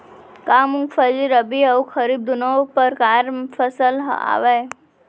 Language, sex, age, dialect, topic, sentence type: Chhattisgarhi, female, 18-24, Central, agriculture, question